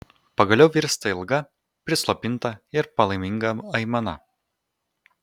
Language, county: Lithuanian, Kaunas